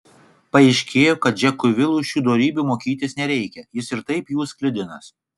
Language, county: Lithuanian, Kaunas